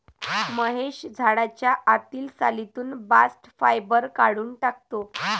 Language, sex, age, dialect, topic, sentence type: Marathi, female, 18-24, Varhadi, agriculture, statement